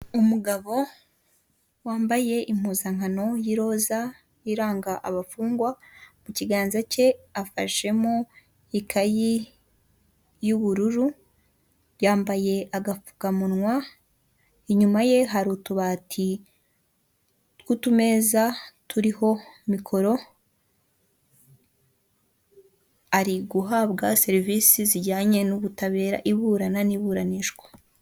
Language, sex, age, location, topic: Kinyarwanda, female, 18-24, Kigali, government